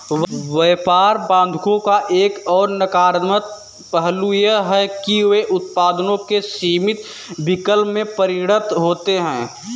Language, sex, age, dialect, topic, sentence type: Hindi, male, 18-24, Kanauji Braj Bhasha, banking, statement